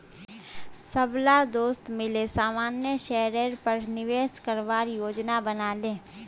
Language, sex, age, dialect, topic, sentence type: Magahi, female, 25-30, Northeastern/Surjapuri, banking, statement